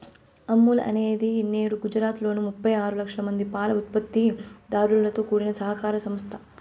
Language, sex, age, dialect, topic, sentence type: Telugu, female, 18-24, Southern, agriculture, statement